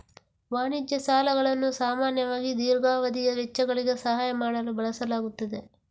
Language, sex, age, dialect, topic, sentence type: Kannada, female, 46-50, Coastal/Dakshin, banking, statement